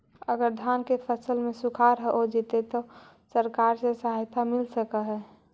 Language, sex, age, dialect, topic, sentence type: Magahi, female, 18-24, Central/Standard, agriculture, question